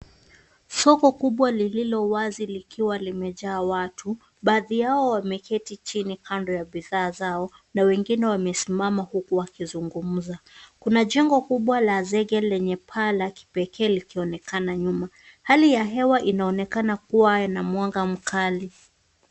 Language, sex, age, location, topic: Swahili, female, 18-24, Nairobi, finance